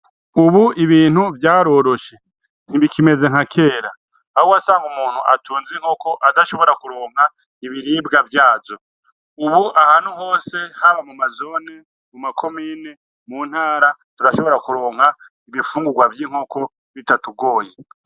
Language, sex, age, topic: Rundi, male, 36-49, agriculture